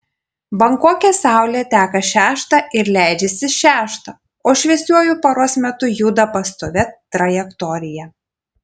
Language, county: Lithuanian, Panevėžys